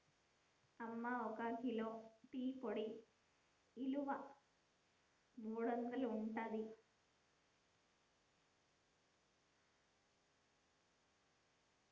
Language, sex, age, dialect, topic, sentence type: Telugu, female, 18-24, Telangana, agriculture, statement